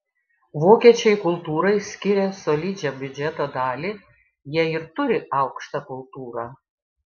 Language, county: Lithuanian, Šiauliai